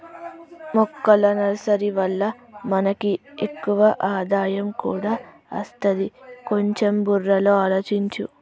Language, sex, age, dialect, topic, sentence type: Telugu, female, 36-40, Telangana, agriculture, statement